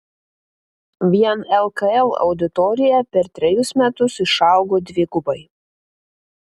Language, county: Lithuanian, Panevėžys